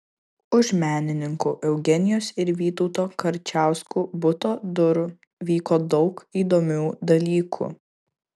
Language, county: Lithuanian, Kaunas